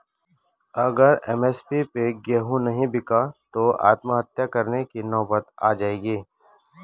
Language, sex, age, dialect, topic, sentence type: Hindi, male, 36-40, Garhwali, agriculture, statement